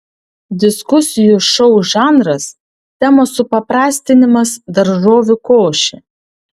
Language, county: Lithuanian, Vilnius